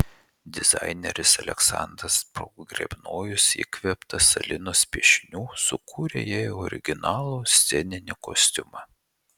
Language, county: Lithuanian, Šiauliai